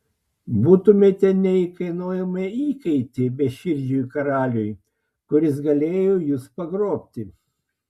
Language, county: Lithuanian, Klaipėda